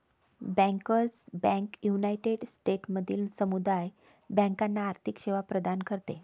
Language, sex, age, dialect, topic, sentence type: Marathi, female, 36-40, Varhadi, banking, statement